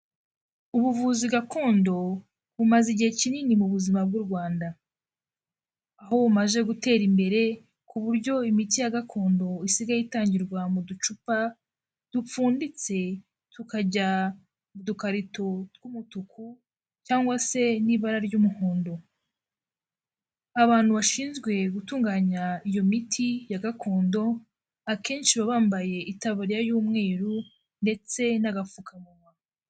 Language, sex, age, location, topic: Kinyarwanda, female, 18-24, Kigali, health